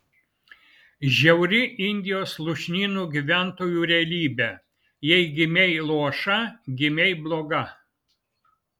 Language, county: Lithuanian, Vilnius